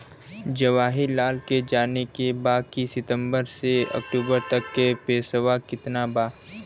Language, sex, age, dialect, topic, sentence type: Bhojpuri, male, 18-24, Western, banking, question